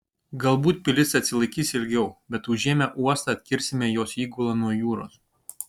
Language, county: Lithuanian, Kaunas